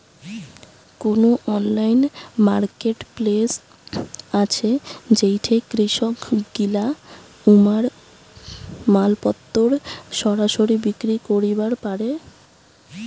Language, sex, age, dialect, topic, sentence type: Bengali, female, 18-24, Rajbangshi, agriculture, statement